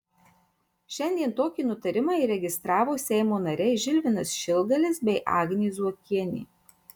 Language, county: Lithuanian, Marijampolė